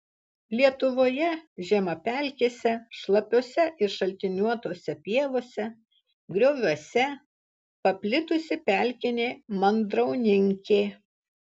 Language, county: Lithuanian, Alytus